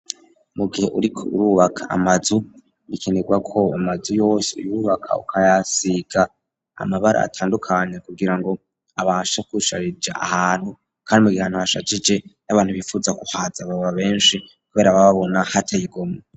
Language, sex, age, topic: Rundi, male, 36-49, education